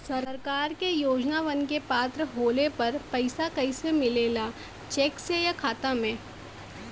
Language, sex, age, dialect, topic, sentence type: Bhojpuri, female, 18-24, Western, banking, question